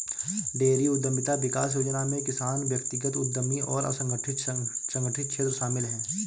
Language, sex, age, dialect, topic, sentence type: Hindi, male, 25-30, Awadhi Bundeli, agriculture, statement